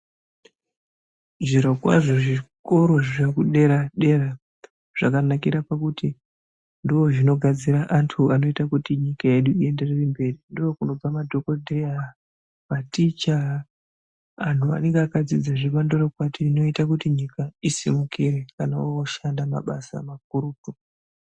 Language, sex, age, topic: Ndau, male, 18-24, education